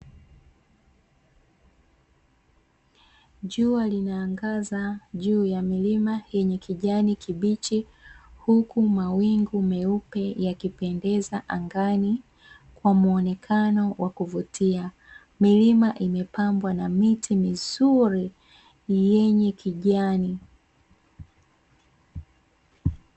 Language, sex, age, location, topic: Swahili, female, 25-35, Dar es Salaam, agriculture